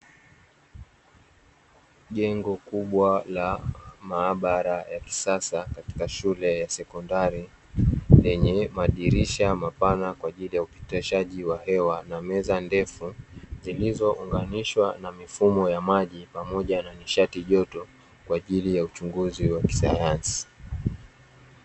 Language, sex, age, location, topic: Swahili, male, 18-24, Dar es Salaam, education